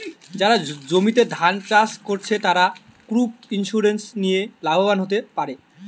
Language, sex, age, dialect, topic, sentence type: Bengali, male, 18-24, Western, banking, statement